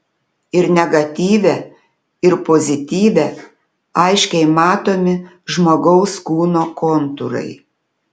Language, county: Lithuanian, Telšiai